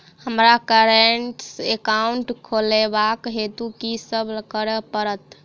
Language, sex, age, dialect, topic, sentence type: Maithili, female, 18-24, Southern/Standard, banking, question